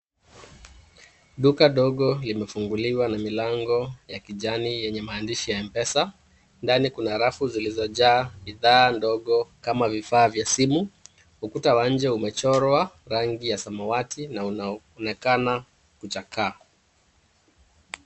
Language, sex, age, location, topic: Swahili, male, 36-49, Kisumu, finance